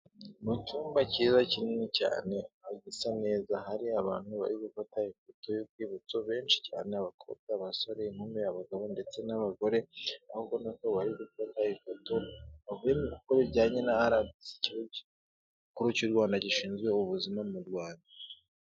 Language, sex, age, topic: Kinyarwanda, male, 18-24, health